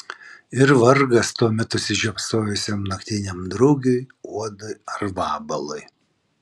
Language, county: Lithuanian, Vilnius